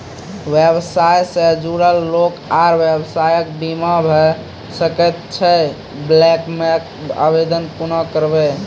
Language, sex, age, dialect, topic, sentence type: Maithili, male, 18-24, Angika, banking, question